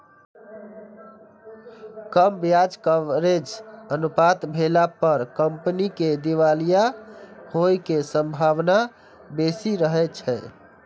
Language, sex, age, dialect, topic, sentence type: Maithili, male, 31-35, Eastern / Thethi, banking, statement